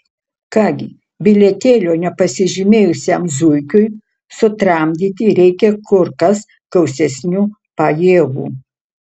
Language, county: Lithuanian, Utena